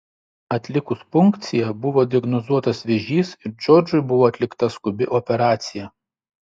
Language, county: Lithuanian, Šiauliai